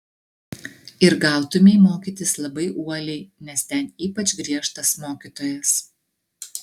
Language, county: Lithuanian, Klaipėda